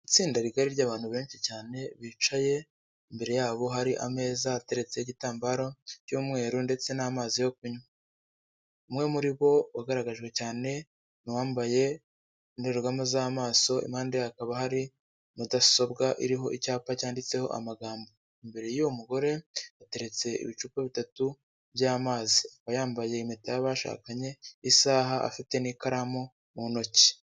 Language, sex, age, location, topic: Kinyarwanda, male, 25-35, Huye, health